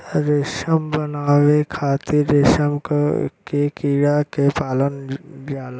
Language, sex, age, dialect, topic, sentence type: Bhojpuri, male, 25-30, Western, agriculture, statement